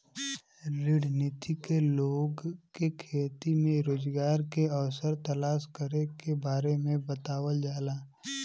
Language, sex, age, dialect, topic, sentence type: Bhojpuri, female, 18-24, Western, agriculture, statement